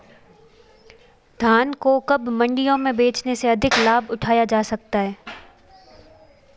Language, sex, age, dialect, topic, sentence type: Hindi, female, 25-30, Marwari Dhudhari, agriculture, question